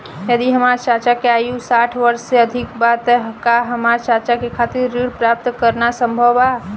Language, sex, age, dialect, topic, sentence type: Bhojpuri, female, 25-30, Southern / Standard, banking, statement